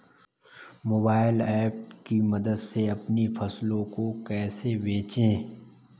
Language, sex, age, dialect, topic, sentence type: Hindi, male, 18-24, Kanauji Braj Bhasha, agriculture, question